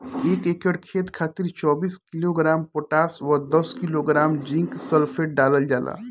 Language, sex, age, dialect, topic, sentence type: Bhojpuri, male, 18-24, Northern, agriculture, question